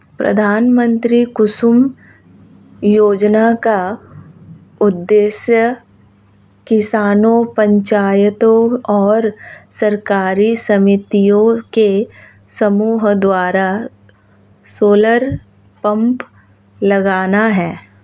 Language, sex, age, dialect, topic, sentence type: Hindi, female, 31-35, Marwari Dhudhari, agriculture, statement